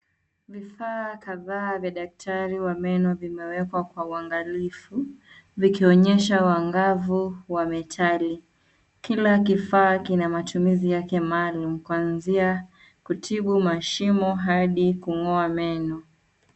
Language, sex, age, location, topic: Swahili, female, 25-35, Nairobi, health